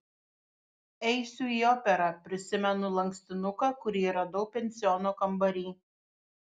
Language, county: Lithuanian, Šiauliai